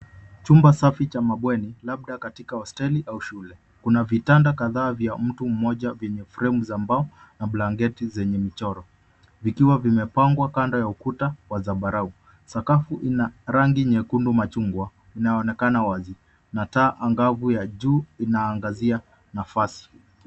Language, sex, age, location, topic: Swahili, male, 25-35, Nairobi, education